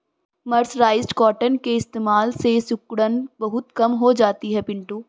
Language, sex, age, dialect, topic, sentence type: Hindi, female, 18-24, Marwari Dhudhari, agriculture, statement